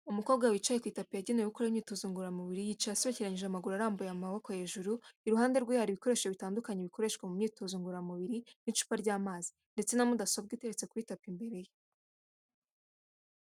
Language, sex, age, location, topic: Kinyarwanda, female, 18-24, Kigali, health